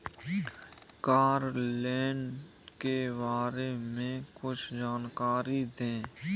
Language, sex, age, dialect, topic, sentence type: Hindi, male, 18-24, Kanauji Braj Bhasha, banking, question